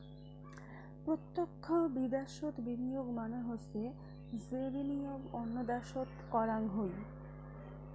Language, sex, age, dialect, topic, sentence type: Bengali, female, 25-30, Rajbangshi, banking, statement